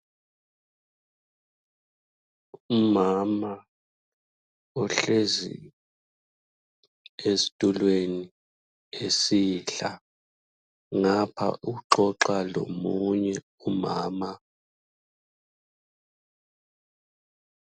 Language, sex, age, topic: North Ndebele, male, 36-49, health